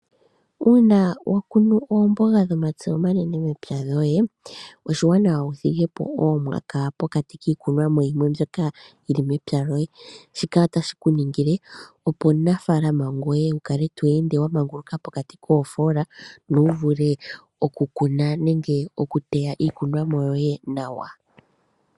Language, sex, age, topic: Oshiwambo, female, 25-35, agriculture